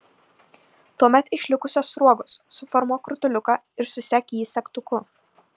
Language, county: Lithuanian, Šiauliai